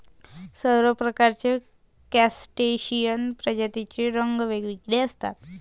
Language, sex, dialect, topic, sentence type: Marathi, female, Varhadi, agriculture, statement